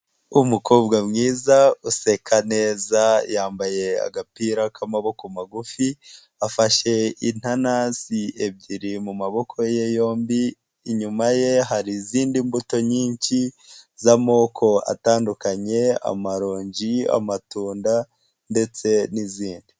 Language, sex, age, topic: Kinyarwanda, male, 25-35, agriculture